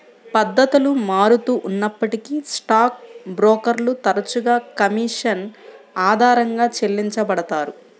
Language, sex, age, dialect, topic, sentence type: Telugu, male, 25-30, Central/Coastal, banking, statement